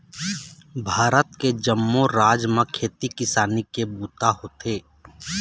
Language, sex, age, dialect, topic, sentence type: Chhattisgarhi, male, 31-35, Eastern, agriculture, statement